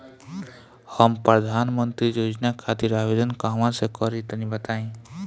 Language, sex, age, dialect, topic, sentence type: Bhojpuri, male, 25-30, Northern, banking, question